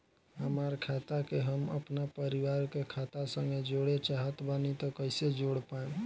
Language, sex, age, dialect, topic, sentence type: Bhojpuri, male, 18-24, Southern / Standard, banking, question